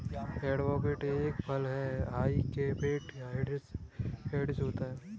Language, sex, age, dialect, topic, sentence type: Hindi, male, 18-24, Kanauji Braj Bhasha, agriculture, statement